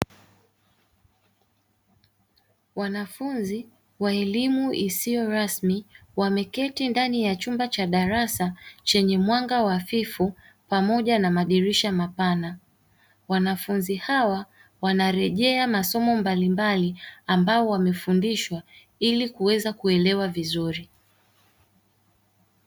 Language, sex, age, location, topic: Swahili, female, 18-24, Dar es Salaam, education